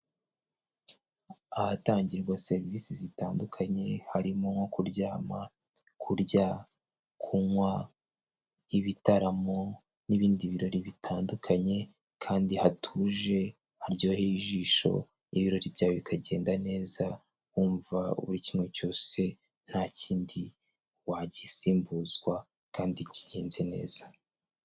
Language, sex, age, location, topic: Kinyarwanda, male, 25-35, Kigali, finance